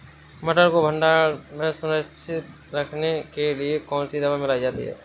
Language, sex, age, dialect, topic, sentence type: Hindi, male, 18-24, Awadhi Bundeli, agriculture, question